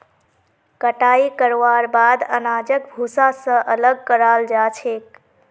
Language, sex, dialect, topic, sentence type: Magahi, female, Northeastern/Surjapuri, agriculture, statement